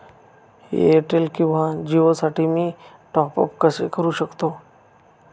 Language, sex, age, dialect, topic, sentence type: Marathi, male, 25-30, Northern Konkan, banking, question